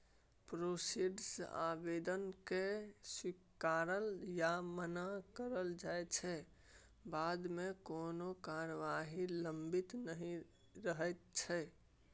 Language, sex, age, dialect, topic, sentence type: Maithili, male, 18-24, Bajjika, banking, statement